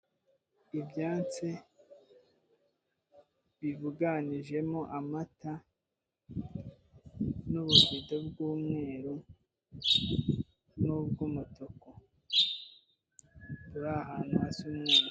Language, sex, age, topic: Kinyarwanda, male, 25-35, finance